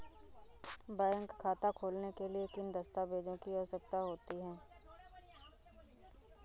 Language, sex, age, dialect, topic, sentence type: Hindi, female, 25-30, Awadhi Bundeli, banking, question